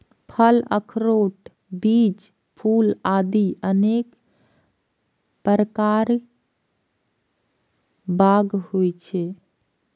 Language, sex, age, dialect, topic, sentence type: Maithili, female, 56-60, Eastern / Thethi, agriculture, statement